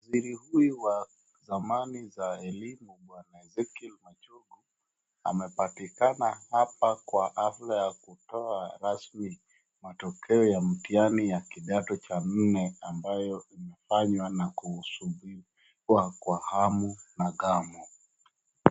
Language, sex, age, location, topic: Swahili, male, 36-49, Wajir, education